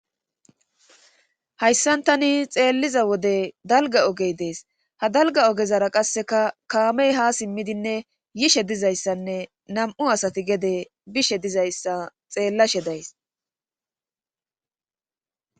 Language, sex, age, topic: Gamo, female, 36-49, government